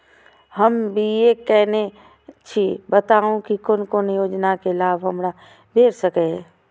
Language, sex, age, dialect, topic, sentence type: Maithili, female, 25-30, Eastern / Thethi, banking, question